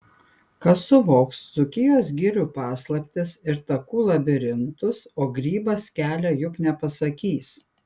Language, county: Lithuanian, Panevėžys